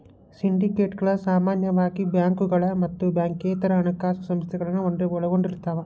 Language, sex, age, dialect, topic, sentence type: Kannada, male, 31-35, Dharwad Kannada, banking, statement